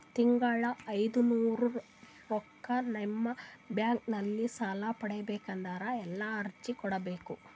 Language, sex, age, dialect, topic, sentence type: Kannada, female, 31-35, Northeastern, banking, question